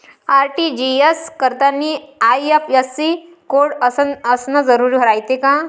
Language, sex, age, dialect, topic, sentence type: Marathi, male, 31-35, Varhadi, banking, question